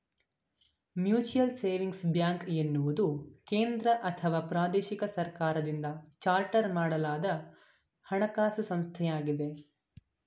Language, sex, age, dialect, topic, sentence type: Kannada, male, 18-24, Mysore Kannada, banking, statement